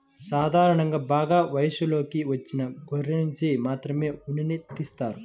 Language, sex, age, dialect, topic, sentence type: Telugu, male, 25-30, Central/Coastal, agriculture, statement